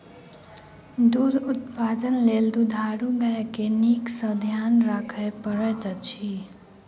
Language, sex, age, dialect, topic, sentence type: Maithili, female, 18-24, Southern/Standard, agriculture, statement